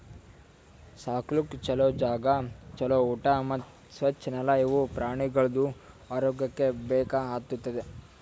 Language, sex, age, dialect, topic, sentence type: Kannada, male, 18-24, Northeastern, agriculture, statement